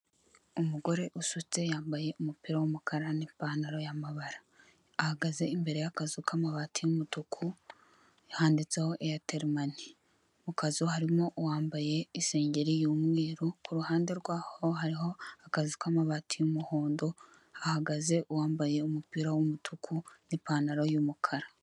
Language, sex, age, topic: Kinyarwanda, female, 18-24, finance